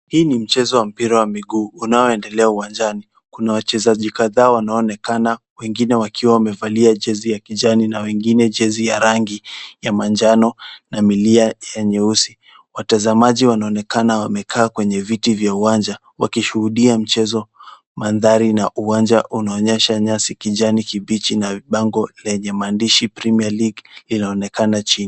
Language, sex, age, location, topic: Swahili, male, 18-24, Kisumu, government